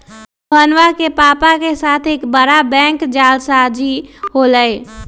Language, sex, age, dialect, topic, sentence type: Magahi, male, 18-24, Western, banking, statement